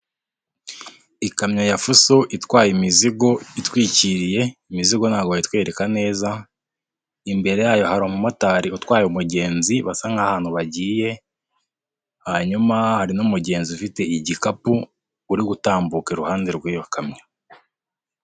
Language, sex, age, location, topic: Kinyarwanda, male, 25-35, Huye, government